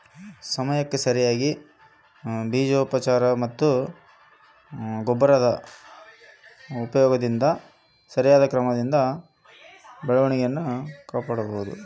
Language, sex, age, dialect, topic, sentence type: Kannada, male, 36-40, Central, agriculture, question